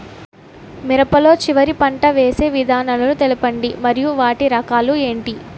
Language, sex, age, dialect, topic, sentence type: Telugu, female, 18-24, Utterandhra, agriculture, question